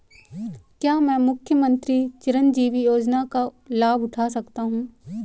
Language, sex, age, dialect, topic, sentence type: Hindi, female, 18-24, Marwari Dhudhari, banking, question